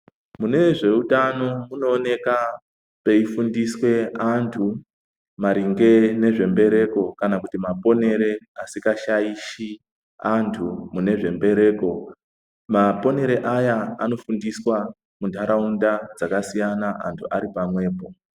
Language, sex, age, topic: Ndau, male, 50+, health